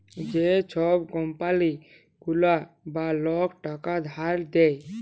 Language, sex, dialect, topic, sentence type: Bengali, male, Jharkhandi, banking, statement